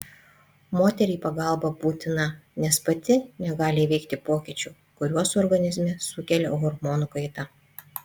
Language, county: Lithuanian, Panevėžys